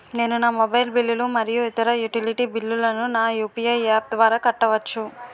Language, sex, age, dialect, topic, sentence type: Telugu, female, 18-24, Utterandhra, banking, statement